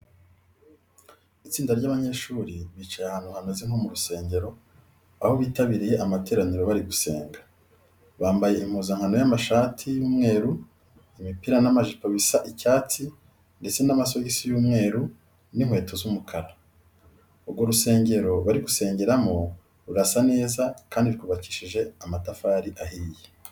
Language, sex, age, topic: Kinyarwanda, male, 36-49, education